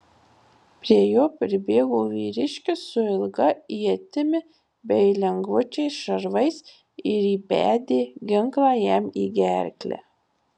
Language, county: Lithuanian, Marijampolė